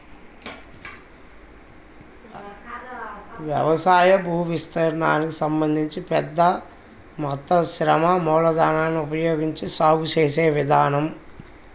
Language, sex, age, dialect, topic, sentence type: Telugu, female, 18-24, Central/Coastal, agriculture, statement